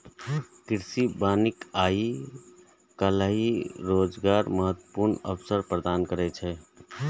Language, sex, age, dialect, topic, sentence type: Maithili, male, 36-40, Eastern / Thethi, agriculture, statement